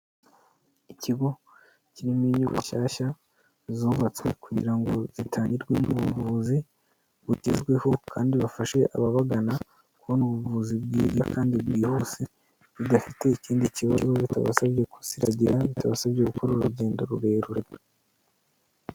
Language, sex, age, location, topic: Kinyarwanda, male, 25-35, Kigali, health